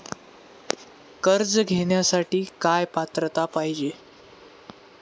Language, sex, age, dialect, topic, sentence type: Marathi, male, 18-24, Standard Marathi, banking, question